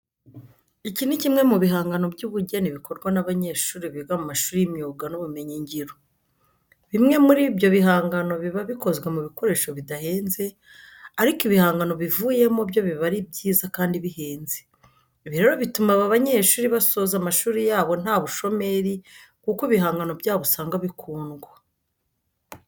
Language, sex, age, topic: Kinyarwanda, female, 50+, education